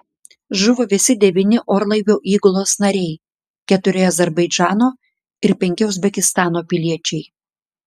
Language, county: Lithuanian, Klaipėda